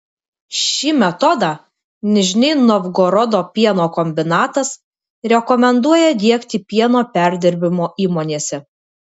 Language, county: Lithuanian, Kaunas